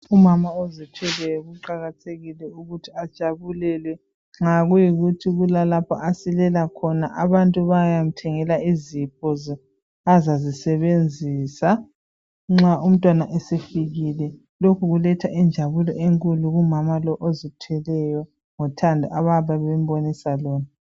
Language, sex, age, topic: North Ndebele, female, 25-35, health